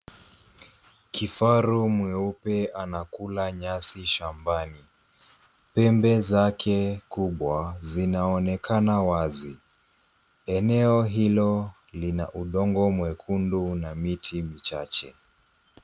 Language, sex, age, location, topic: Swahili, female, 18-24, Nairobi, government